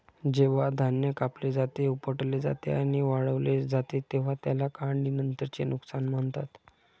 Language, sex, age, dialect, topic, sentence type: Marathi, male, 51-55, Standard Marathi, agriculture, statement